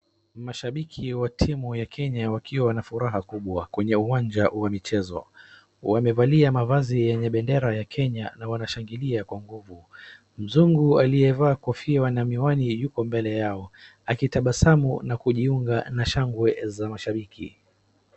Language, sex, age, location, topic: Swahili, male, 36-49, Wajir, government